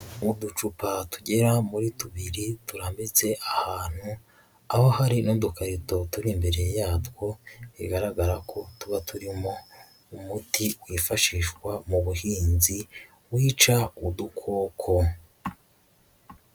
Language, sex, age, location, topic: Kinyarwanda, female, 25-35, Huye, agriculture